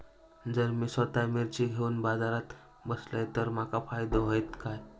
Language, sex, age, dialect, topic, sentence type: Marathi, male, 18-24, Southern Konkan, agriculture, question